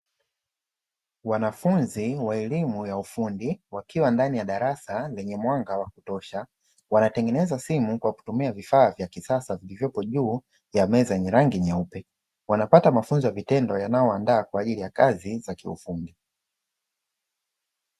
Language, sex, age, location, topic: Swahili, male, 25-35, Dar es Salaam, education